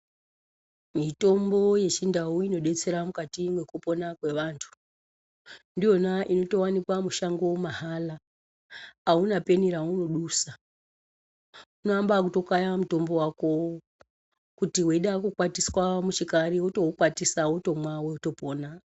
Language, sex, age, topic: Ndau, male, 36-49, health